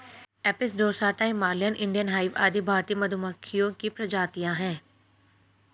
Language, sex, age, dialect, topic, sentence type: Hindi, female, 25-30, Hindustani Malvi Khadi Boli, agriculture, statement